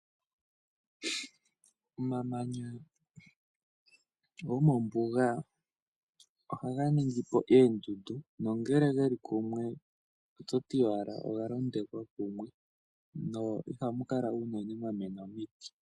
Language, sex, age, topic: Oshiwambo, male, 18-24, agriculture